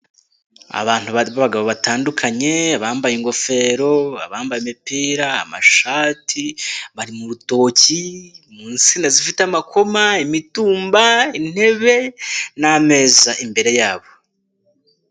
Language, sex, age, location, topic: Kinyarwanda, male, 18-24, Nyagatare, government